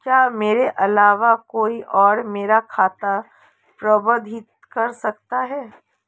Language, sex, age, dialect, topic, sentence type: Hindi, female, 36-40, Marwari Dhudhari, banking, question